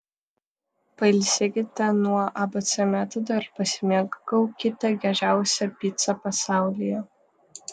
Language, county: Lithuanian, Vilnius